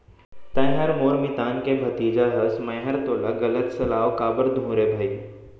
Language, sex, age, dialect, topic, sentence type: Chhattisgarhi, male, 18-24, Central, banking, statement